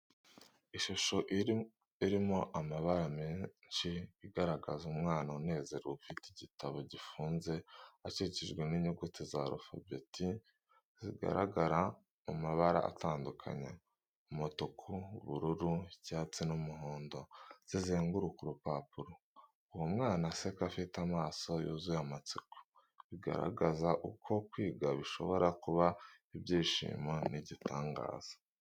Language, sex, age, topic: Kinyarwanda, male, 18-24, education